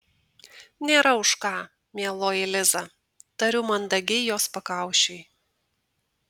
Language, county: Lithuanian, Tauragė